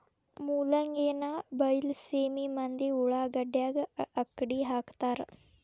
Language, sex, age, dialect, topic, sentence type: Kannada, female, 18-24, Dharwad Kannada, agriculture, statement